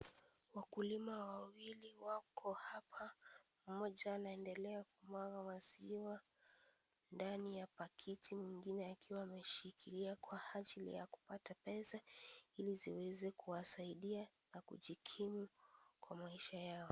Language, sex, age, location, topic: Swahili, female, 18-24, Kisii, agriculture